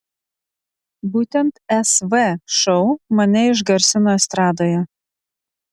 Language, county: Lithuanian, Vilnius